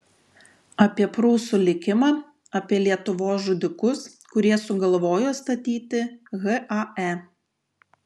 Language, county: Lithuanian, Šiauliai